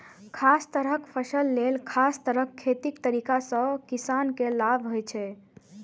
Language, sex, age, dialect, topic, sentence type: Maithili, female, 18-24, Eastern / Thethi, agriculture, statement